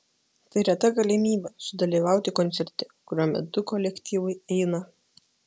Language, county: Lithuanian, Kaunas